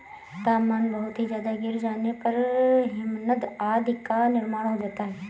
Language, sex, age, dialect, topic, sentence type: Hindi, female, 18-24, Awadhi Bundeli, agriculture, statement